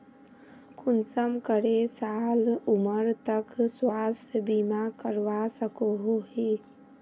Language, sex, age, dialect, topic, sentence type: Magahi, female, 25-30, Northeastern/Surjapuri, banking, question